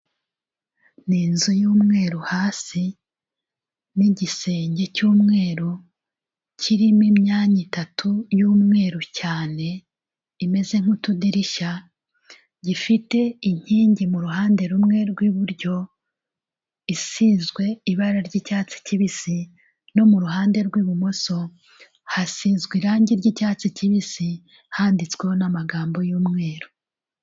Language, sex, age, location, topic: Kinyarwanda, female, 36-49, Kigali, health